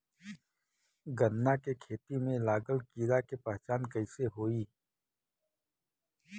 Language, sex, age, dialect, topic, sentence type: Bhojpuri, male, 41-45, Western, agriculture, question